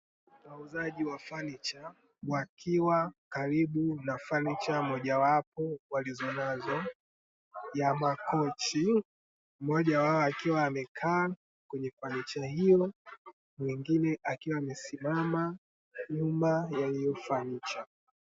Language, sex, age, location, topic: Swahili, male, 18-24, Dar es Salaam, finance